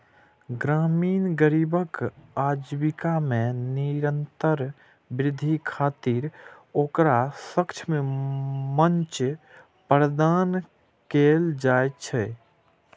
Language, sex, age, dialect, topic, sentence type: Maithili, male, 60-100, Eastern / Thethi, banking, statement